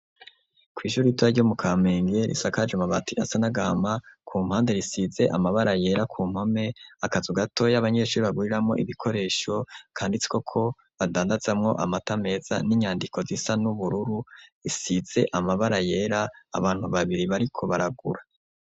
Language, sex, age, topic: Rundi, male, 25-35, education